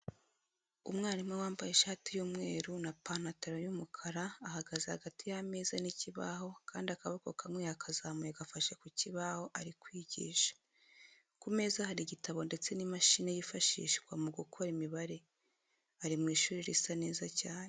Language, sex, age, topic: Kinyarwanda, female, 25-35, education